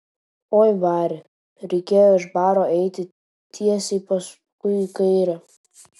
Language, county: Lithuanian, Tauragė